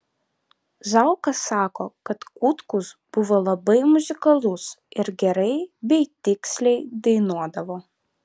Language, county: Lithuanian, Vilnius